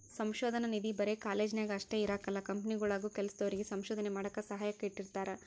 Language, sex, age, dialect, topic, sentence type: Kannada, female, 18-24, Central, banking, statement